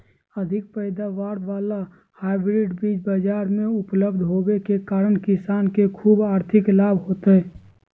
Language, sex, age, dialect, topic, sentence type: Magahi, female, 18-24, Southern, agriculture, statement